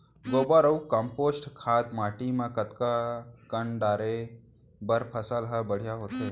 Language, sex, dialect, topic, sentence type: Chhattisgarhi, male, Central, agriculture, question